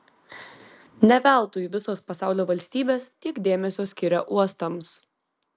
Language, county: Lithuanian, Vilnius